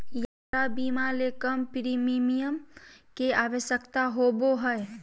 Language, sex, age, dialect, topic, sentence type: Magahi, male, 25-30, Southern, banking, statement